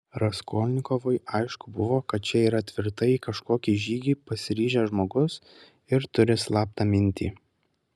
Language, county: Lithuanian, Kaunas